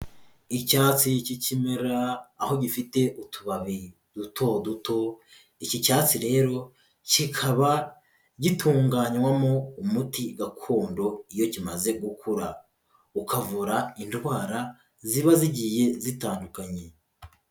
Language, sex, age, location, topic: Kinyarwanda, female, 25-35, Huye, health